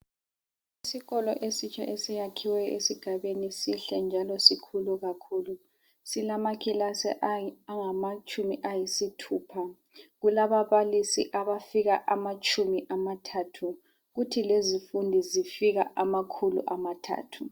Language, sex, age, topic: North Ndebele, female, 50+, education